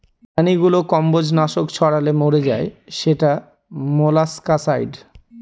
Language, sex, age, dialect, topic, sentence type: Bengali, male, 41-45, Northern/Varendri, agriculture, statement